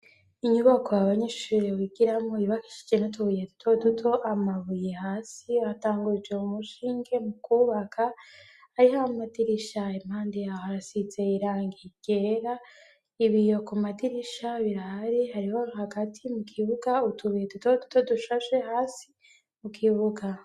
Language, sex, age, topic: Rundi, female, 25-35, education